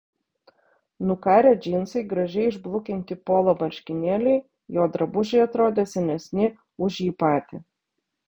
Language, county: Lithuanian, Vilnius